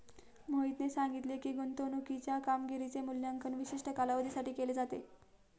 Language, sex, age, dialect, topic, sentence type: Marathi, female, 60-100, Standard Marathi, banking, statement